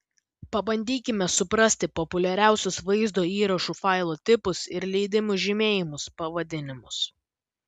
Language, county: Lithuanian, Vilnius